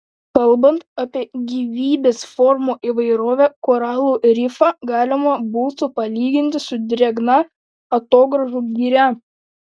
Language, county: Lithuanian, Panevėžys